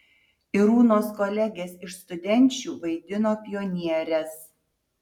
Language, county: Lithuanian, Utena